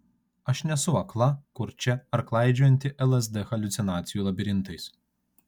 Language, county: Lithuanian, Kaunas